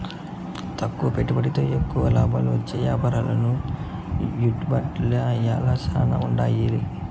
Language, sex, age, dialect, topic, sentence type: Telugu, male, 18-24, Southern, banking, statement